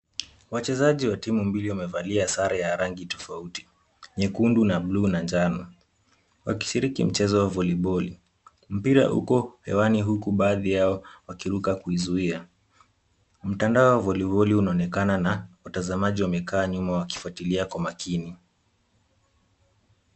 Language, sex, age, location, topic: Swahili, male, 18-24, Kisumu, government